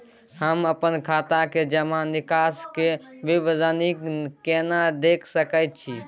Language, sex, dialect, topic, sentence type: Maithili, male, Bajjika, banking, question